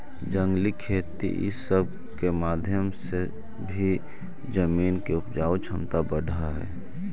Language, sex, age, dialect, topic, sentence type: Magahi, male, 18-24, Central/Standard, agriculture, statement